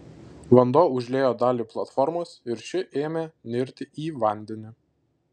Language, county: Lithuanian, Šiauliai